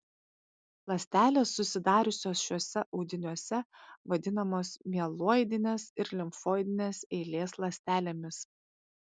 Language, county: Lithuanian, Panevėžys